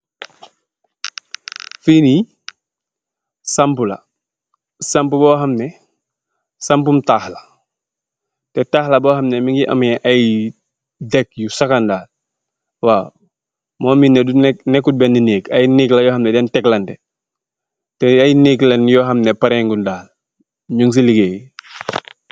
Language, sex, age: Wolof, male, 25-35